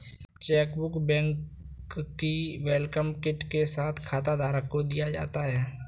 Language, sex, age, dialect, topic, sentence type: Hindi, male, 18-24, Kanauji Braj Bhasha, banking, statement